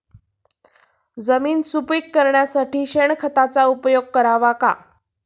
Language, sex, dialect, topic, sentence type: Marathi, female, Standard Marathi, agriculture, question